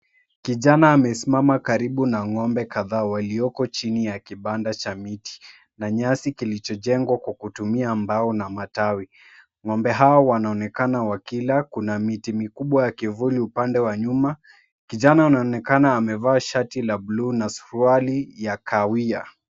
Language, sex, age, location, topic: Swahili, male, 25-35, Mombasa, agriculture